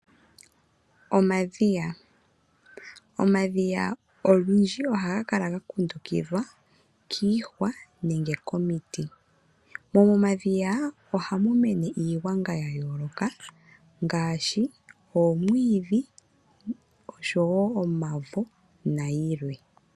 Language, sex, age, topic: Oshiwambo, female, 25-35, agriculture